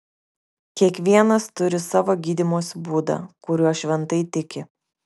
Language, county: Lithuanian, Kaunas